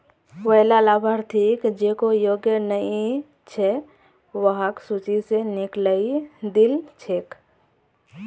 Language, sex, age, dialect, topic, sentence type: Magahi, female, 18-24, Northeastern/Surjapuri, banking, statement